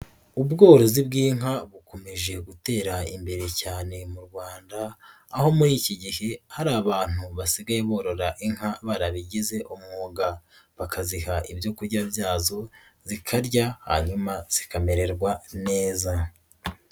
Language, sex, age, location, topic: Kinyarwanda, male, 18-24, Nyagatare, agriculture